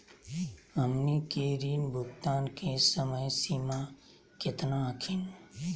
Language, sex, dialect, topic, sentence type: Magahi, male, Southern, banking, question